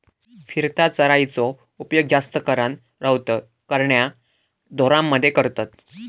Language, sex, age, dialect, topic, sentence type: Marathi, male, 18-24, Southern Konkan, agriculture, statement